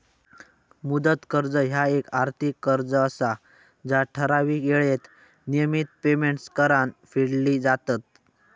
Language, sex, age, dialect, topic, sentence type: Marathi, male, 18-24, Southern Konkan, banking, statement